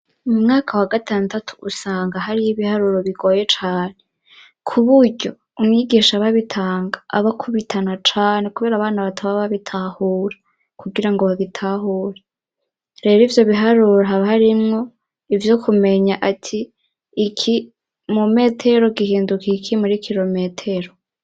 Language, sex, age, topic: Rundi, male, 18-24, education